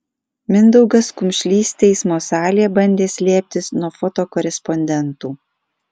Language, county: Lithuanian, Alytus